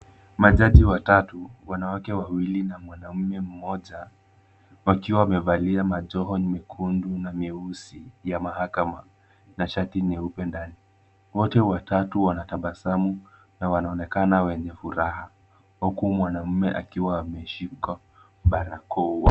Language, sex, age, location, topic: Swahili, male, 18-24, Kisumu, government